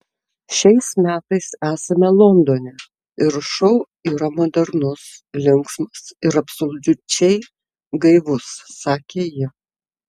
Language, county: Lithuanian, Tauragė